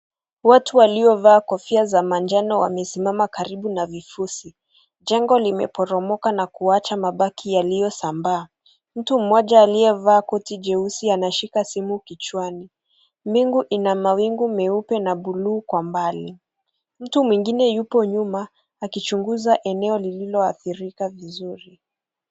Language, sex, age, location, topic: Swahili, female, 25-35, Kisii, health